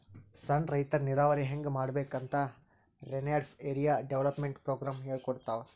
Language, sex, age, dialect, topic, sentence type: Kannada, male, 18-24, Northeastern, agriculture, statement